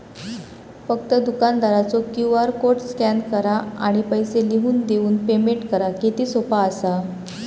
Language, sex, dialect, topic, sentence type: Marathi, female, Southern Konkan, banking, statement